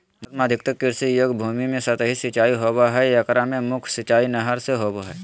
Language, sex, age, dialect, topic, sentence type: Magahi, male, 18-24, Southern, agriculture, statement